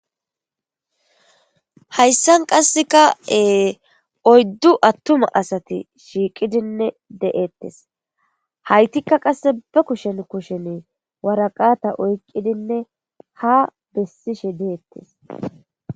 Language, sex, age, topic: Gamo, male, 18-24, government